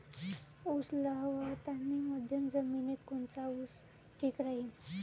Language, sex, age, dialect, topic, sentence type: Marathi, female, 18-24, Varhadi, agriculture, question